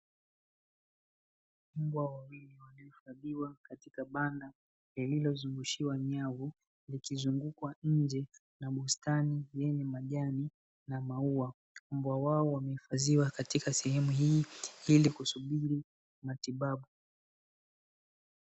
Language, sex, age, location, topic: Swahili, male, 18-24, Dar es Salaam, agriculture